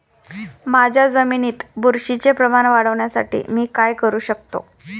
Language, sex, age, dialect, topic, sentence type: Marathi, female, 25-30, Standard Marathi, agriculture, question